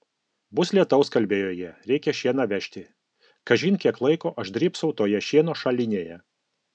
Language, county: Lithuanian, Alytus